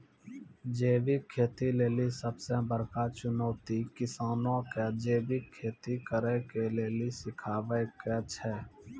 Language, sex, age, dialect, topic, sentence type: Maithili, male, 25-30, Angika, agriculture, statement